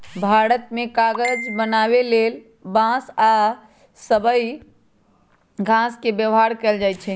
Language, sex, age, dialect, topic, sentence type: Magahi, female, 25-30, Western, agriculture, statement